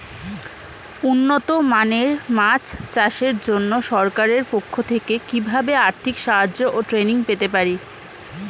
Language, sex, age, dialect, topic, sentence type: Bengali, female, 18-24, Standard Colloquial, agriculture, question